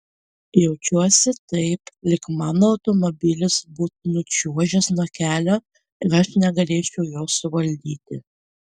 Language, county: Lithuanian, Panevėžys